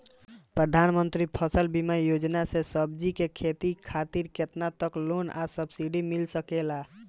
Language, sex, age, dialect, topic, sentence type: Bhojpuri, male, 18-24, Southern / Standard, agriculture, question